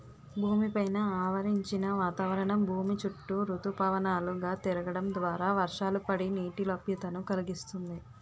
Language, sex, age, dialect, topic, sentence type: Telugu, female, 18-24, Utterandhra, agriculture, statement